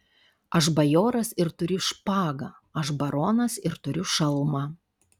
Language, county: Lithuanian, Panevėžys